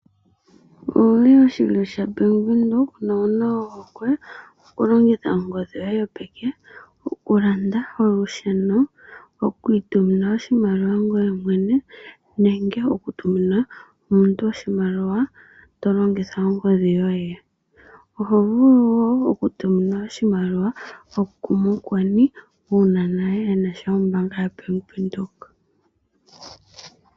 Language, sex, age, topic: Oshiwambo, female, 25-35, finance